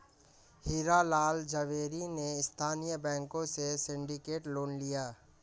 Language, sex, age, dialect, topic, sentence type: Hindi, male, 25-30, Marwari Dhudhari, banking, statement